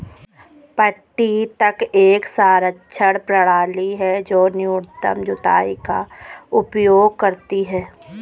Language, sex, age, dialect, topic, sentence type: Hindi, female, 25-30, Kanauji Braj Bhasha, agriculture, statement